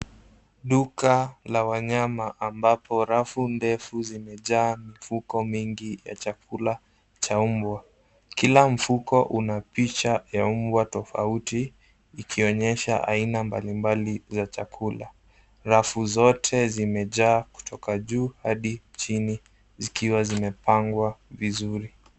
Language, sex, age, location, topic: Swahili, male, 18-24, Nairobi, finance